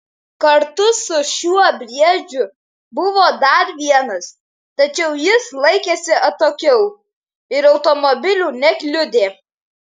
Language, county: Lithuanian, Kaunas